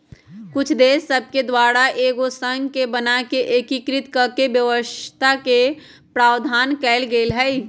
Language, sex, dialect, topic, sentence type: Magahi, male, Western, banking, statement